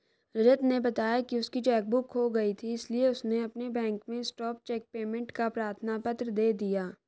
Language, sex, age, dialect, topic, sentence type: Hindi, female, 25-30, Hindustani Malvi Khadi Boli, banking, statement